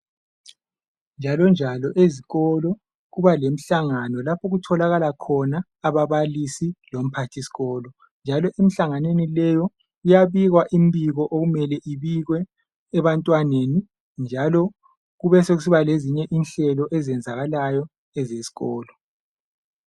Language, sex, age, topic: North Ndebele, male, 25-35, education